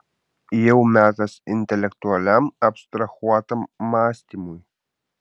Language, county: Lithuanian, Kaunas